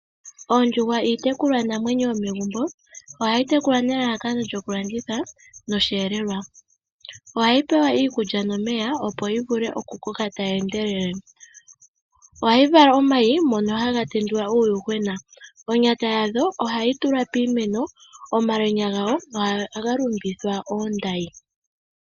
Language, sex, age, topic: Oshiwambo, female, 18-24, agriculture